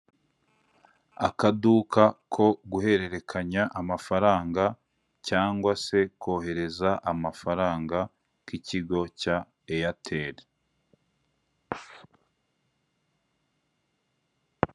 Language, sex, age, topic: Kinyarwanda, male, 25-35, finance